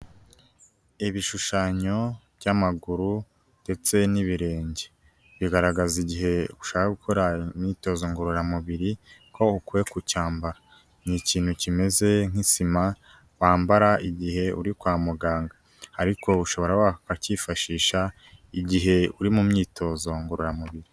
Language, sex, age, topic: Kinyarwanda, male, 18-24, health